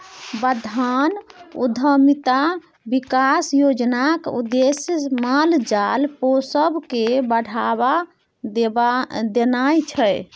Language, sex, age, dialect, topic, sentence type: Maithili, female, 18-24, Bajjika, agriculture, statement